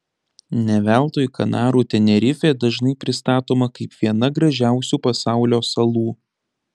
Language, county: Lithuanian, Panevėžys